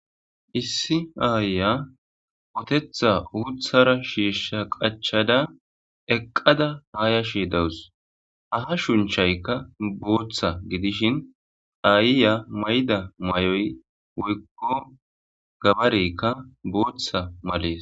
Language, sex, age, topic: Gamo, male, 25-35, agriculture